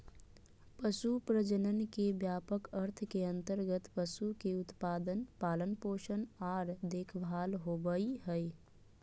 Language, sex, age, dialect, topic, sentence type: Magahi, female, 25-30, Southern, agriculture, statement